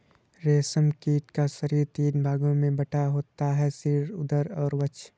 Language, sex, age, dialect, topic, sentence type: Hindi, male, 25-30, Awadhi Bundeli, agriculture, statement